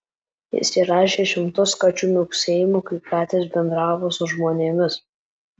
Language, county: Lithuanian, Alytus